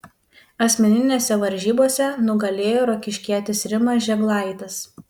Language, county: Lithuanian, Panevėžys